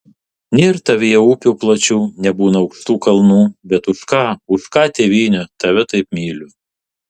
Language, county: Lithuanian, Vilnius